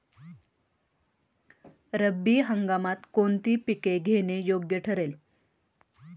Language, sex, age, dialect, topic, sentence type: Marathi, female, 31-35, Standard Marathi, agriculture, question